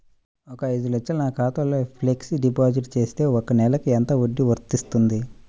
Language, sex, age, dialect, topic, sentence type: Telugu, male, 18-24, Central/Coastal, banking, question